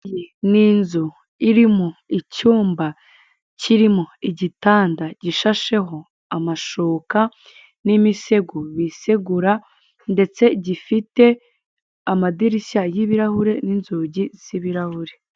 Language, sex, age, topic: Kinyarwanda, female, 18-24, finance